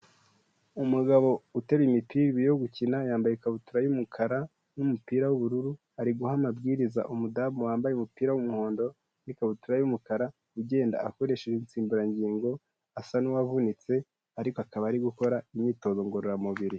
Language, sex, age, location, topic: Kinyarwanda, male, 18-24, Kigali, health